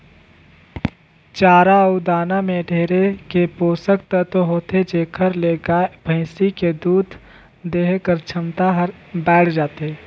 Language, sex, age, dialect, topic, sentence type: Chhattisgarhi, male, 18-24, Northern/Bhandar, agriculture, statement